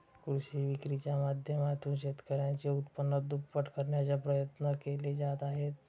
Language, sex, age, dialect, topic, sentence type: Marathi, male, 60-100, Standard Marathi, agriculture, statement